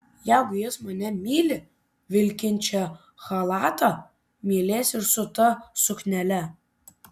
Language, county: Lithuanian, Kaunas